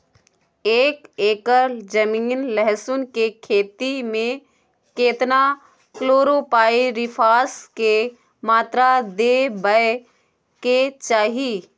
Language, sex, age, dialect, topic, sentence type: Maithili, female, 25-30, Bajjika, agriculture, question